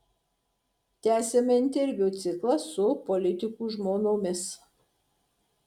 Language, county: Lithuanian, Marijampolė